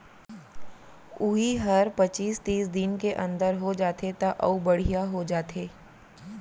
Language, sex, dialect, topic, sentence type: Chhattisgarhi, female, Central, agriculture, statement